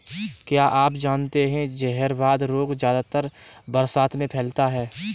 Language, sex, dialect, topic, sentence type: Hindi, male, Kanauji Braj Bhasha, agriculture, statement